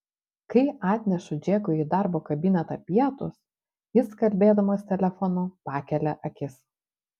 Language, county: Lithuanian, Panevėžys